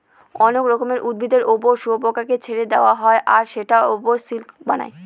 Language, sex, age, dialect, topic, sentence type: Bengali, female, 31-35, Northern/Varendri, agriculture, statement